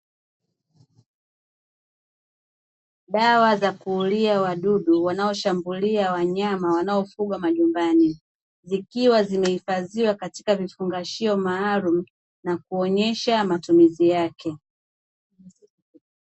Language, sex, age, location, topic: Swahili, female, 25-35, Dar es Salaam, agriculture